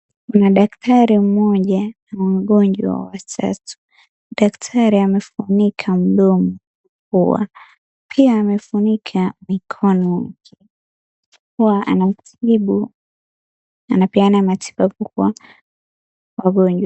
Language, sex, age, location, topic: Swahili, female, 18-24, Wajir, health